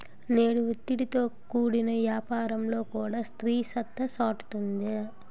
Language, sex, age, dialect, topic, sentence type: Telugu, female, 18-24, Utterandhra, banking, statement